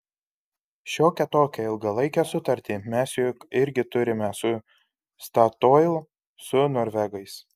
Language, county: Lithuanian, Kaunas